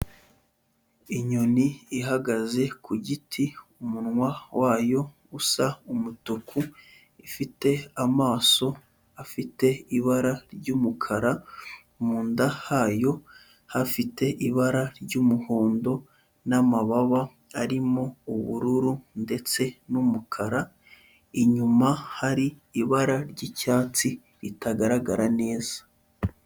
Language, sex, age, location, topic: Kinyarwanda, male, 25-35, Huye, agriculture